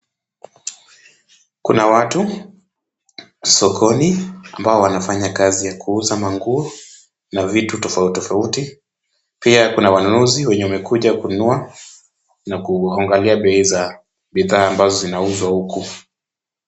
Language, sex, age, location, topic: Swahili, male, 25-35, Kisumu, finance